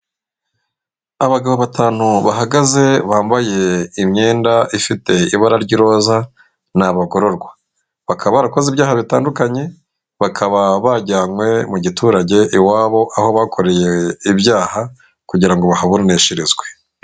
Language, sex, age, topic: Kinyarwanda, male, 25-35, government